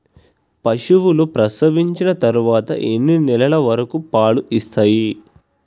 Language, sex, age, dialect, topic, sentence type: Telugu, male, 18-24, Telangana, agriculture, question